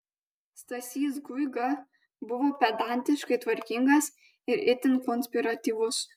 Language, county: Lithuanian, Kaunas